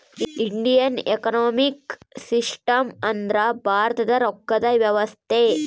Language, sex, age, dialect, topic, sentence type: Kannada, female, 31-35, Central, banking, statement